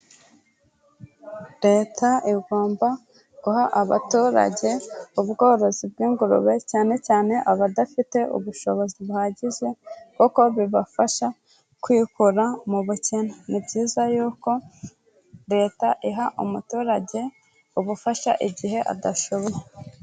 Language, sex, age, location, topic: Kinyarwanda, female, 18-24, Kigali, agriculture